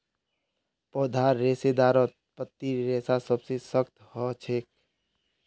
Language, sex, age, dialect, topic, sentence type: Magahi, male, 25-30, Northeastern/Surjapuri, agriculture, statement